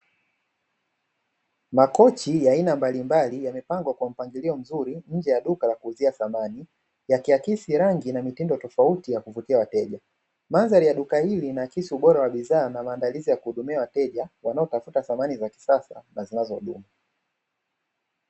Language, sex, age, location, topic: Swahili, male, 25-35, Dar es Salaam, finance